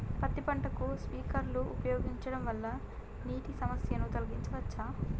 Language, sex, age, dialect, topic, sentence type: Telugu, female, 18-24, Telangana, agriculture, question